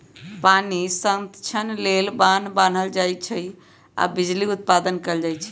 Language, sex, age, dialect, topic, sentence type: Magahi, female, 25-30, Western, agriculture, statement